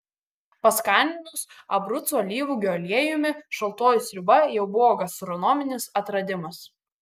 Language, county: Lithuanian, Kaunas